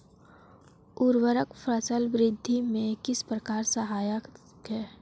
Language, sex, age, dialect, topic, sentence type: Hindi, female, 18-24, Marwari Dhudhari, agriculture, question